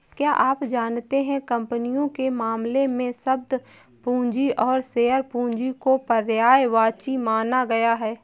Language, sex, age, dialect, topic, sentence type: Hindi, female, 18-24, Awadhi Bundeli, banking, statement